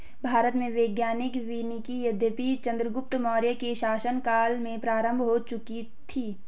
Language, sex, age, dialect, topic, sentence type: Hindi, female, 18-24, Hindustani Malvi Khadi Boli, agriculture, statement